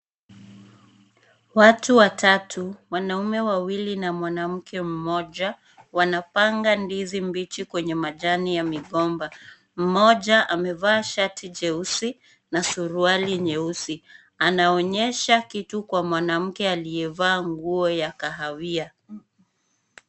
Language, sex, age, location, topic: Swahili, female, 18-24, Kisii, agriculture